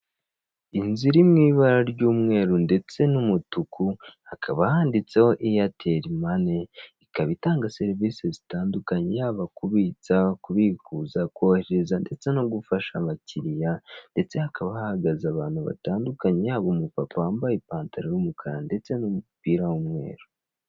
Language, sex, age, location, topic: Kinyarwanda, male, 18-24, Kigali, finance